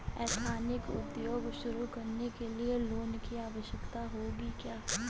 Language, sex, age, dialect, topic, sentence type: Hindi, female, 25-30, Awadhi Bundeli, banking, statement